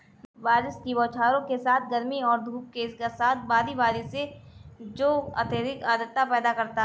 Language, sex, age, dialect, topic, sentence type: Hindi, female, 25-30, Marwari Dhudhari, agriculture, statement